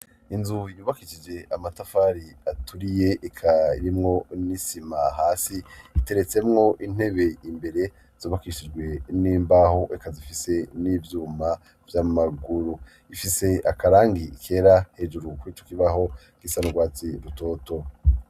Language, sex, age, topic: Rundi, male, 25-35, education